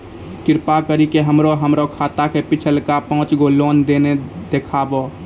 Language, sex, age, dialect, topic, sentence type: Maithili, male, 18-24, Angika, banking, statement